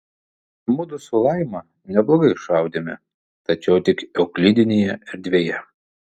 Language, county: Lithuanian, Vilnius